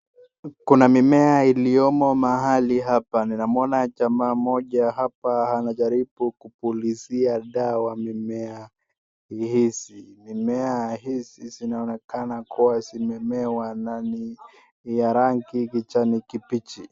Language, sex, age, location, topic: Swahili, male, 18-24, Nakuru, health